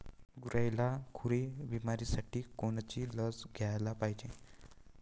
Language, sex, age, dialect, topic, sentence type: Marathi, male, 51-55, Varhadi, agriculture, question